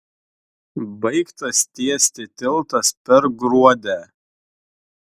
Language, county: Lithuanian, Šiauliai